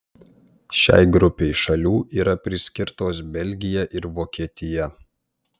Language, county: Lithuanian, Panevėžys